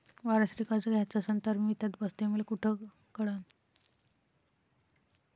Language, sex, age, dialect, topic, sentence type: Marathi, female, 25-30, Varhadi, banking, question